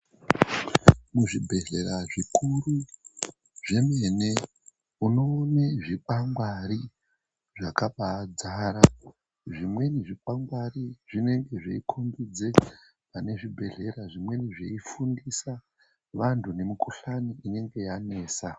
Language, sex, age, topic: Ndau, male, 36-49, health